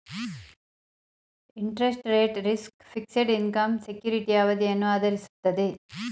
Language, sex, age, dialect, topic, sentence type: Kannada, female, 36-40, Mysore Kannada, banking, statement